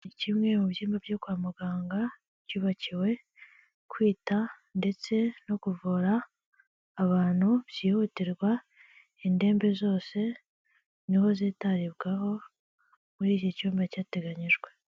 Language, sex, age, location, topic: Kinyarwanda, female, 18-24, Kigali, health